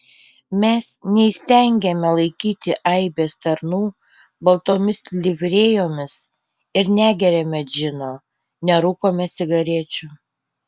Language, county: Lithuanian, Panevėžys